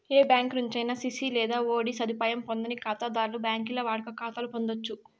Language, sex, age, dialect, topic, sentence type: Telugu, female, 56-60, Southern, banking, statement